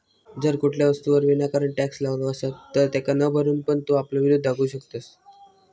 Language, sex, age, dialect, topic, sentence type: Marathi, male, 18-24, Southern Konkan, banking, statement